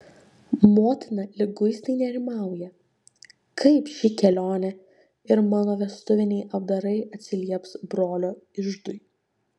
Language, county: Lithuanian, Šiauliai